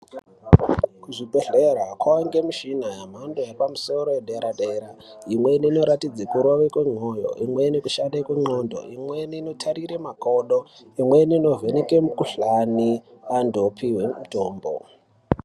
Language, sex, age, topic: Ndau, male, 18-24, health